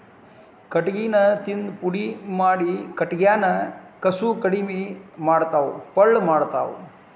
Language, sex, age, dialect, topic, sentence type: Kannada, male, 56-60, Dharwad Kannada, agriculture, statement